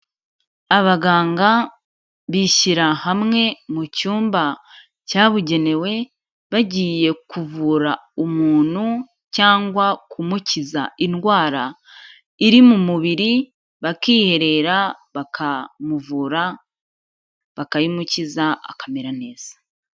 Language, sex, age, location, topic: Kinyarwanda, female, 25-35, Kigali, health